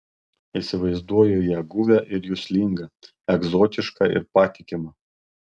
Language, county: Lithuanian, Panevėžys